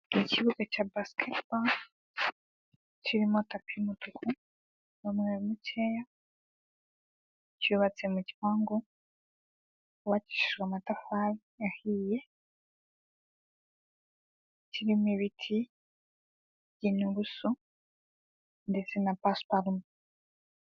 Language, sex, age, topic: Kinyarwanda, male, 18-24, government